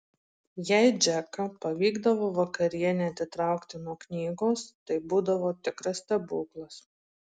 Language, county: Lithuanian, Marijampolė